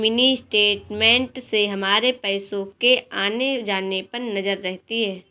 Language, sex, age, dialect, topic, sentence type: Hindi, female, 18-24, Marwari Dhudhari, banking, statement